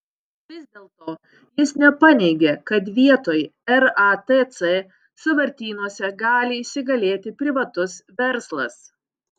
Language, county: Lithuanian, Utena